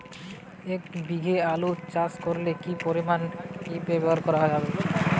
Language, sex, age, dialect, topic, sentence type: Bengali, male, 18-24, Western, agriculture, question